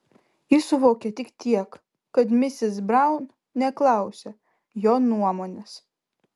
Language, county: Lithuanian, Vilnius